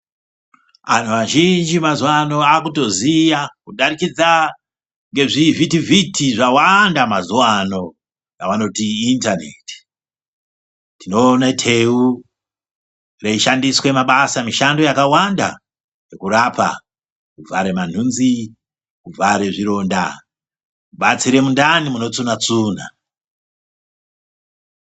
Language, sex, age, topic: Ndau, male, 50+, health